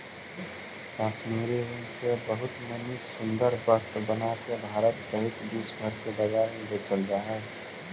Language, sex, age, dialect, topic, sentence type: Magahi, male, 18-24, Central/Standard, banking, statement